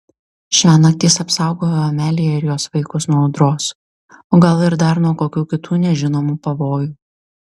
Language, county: Lithuanian, Tauragė